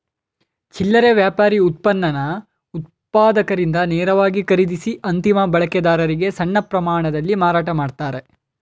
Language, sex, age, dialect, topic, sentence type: Kannada, male, 18-24, Mysore Kannada, agriculture, statement